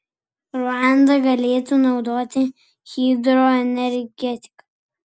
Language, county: Lithuanian, Vilnius